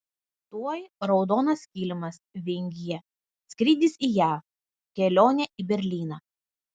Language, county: Lithuanian, Vilnius